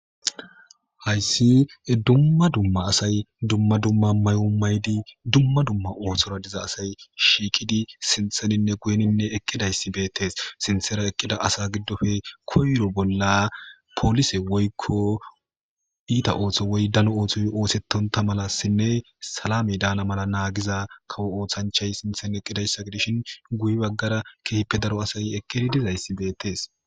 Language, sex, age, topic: Gamo, male, 25-35, government